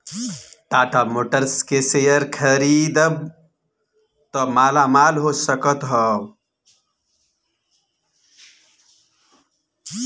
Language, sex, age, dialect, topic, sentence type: Bhojpuri, male, 41-45, Northern, banking, statement